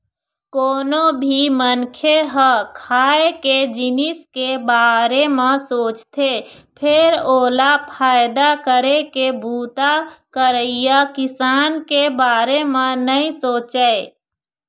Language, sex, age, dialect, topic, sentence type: Chhattisgarhi, female, 41-45, Eastern, agriculture, statement